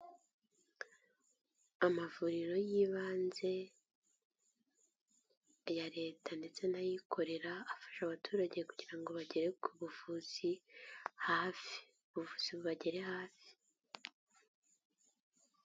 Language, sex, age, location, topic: Kinyarwanda, female, 18-24, Nyagatare, health